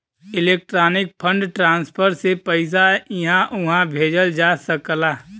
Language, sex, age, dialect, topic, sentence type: Bhojpuri, male, 25-30, Western, banking, statement